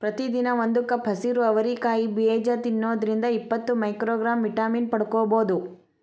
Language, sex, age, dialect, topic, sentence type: Kannada, female, 31-35, Dharwad Kannada, agriculture, statement